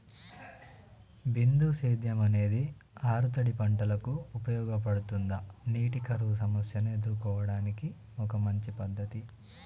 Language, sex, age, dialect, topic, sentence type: Telugu, male, 25-30, Telangana, agriculture, question